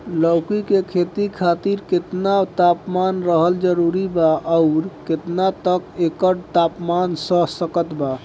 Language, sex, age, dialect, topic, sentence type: Bhojpuri, male, 18-24, Southern / Standard, agriculture, question